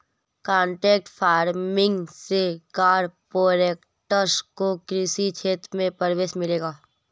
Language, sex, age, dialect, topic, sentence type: Hindi, female, 18-24, Marwari Dhudhari, agriculture, statement